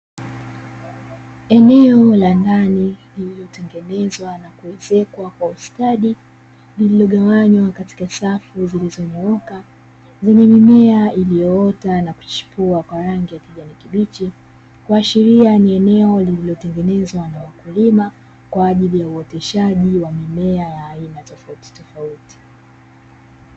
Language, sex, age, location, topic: Swahili, female, 25-35, Dar es Salaam, agriculture